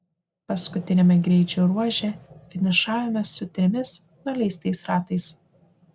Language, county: Lithuanian, Tauragė